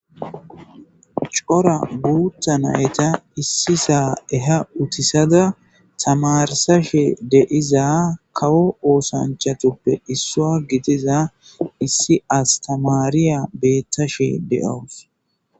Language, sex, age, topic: Gamo, male, 25-35, government